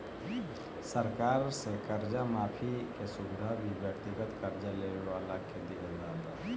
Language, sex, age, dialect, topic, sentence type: Bhojpuri, male, 18-24, Southern / Standard, banking, statement